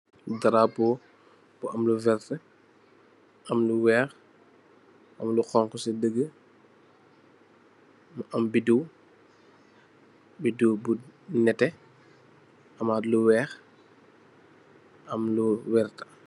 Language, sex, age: Wolof, male, 25-35